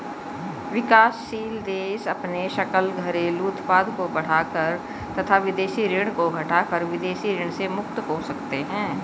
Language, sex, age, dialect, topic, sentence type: Hindi, female, 41-45, Hindustani Malvi Khadi Boli, banking, statement